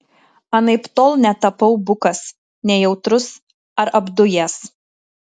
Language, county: Lithuanian, Tauragė